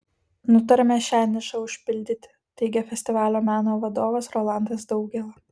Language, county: Lithuanian, Kaunas